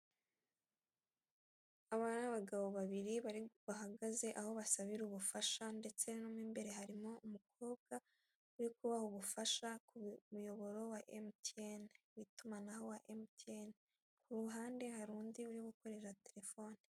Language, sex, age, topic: Kinyarwanda, female, 18-24, finance